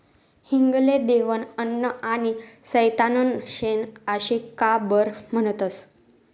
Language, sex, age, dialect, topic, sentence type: Marathi, female, 18-24, Northern Konkan, agriculture, statement